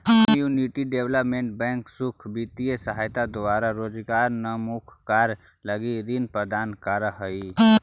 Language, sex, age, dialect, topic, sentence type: Magahi, male, 41-45, Central/Standard, banking, statement